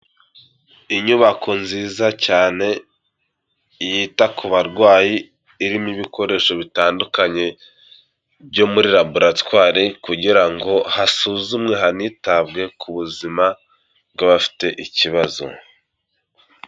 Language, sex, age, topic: Kinyarwanda, male, 18-24, health